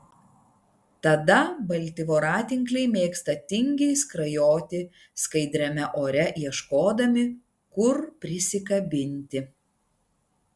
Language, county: Lithuanian, Klaipėda